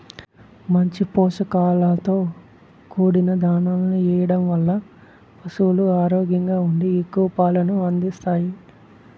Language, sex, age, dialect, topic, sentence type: Telugu, male, 25-30, Southern, agriculture, statement